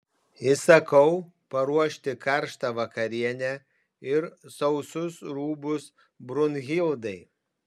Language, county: Lithuanian, Panevėžys